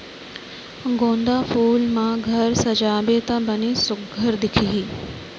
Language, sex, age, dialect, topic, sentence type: Chhattisgarhi, female, 36-40, Central, agriculture, statement